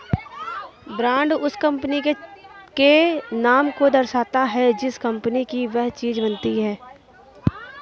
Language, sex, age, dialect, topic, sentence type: Hindi, female, 60-100, Kanauji Braj Bhasha, banking, statement